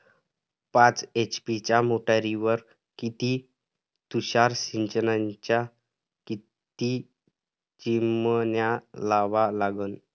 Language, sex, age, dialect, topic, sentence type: Marathi, male, 18-24, Varhadi, agriculture, question